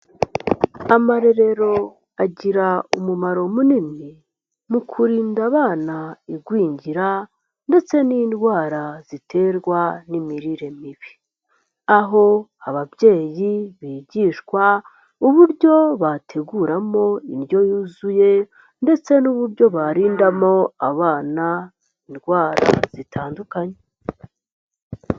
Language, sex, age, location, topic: Kinyarwanda, female, 18-24, Nyagatare, health